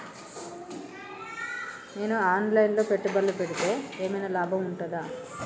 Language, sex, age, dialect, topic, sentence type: Telugu, female, 31-35, Telangana, banking, question